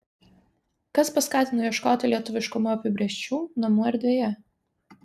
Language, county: Lithuanian, Vilnius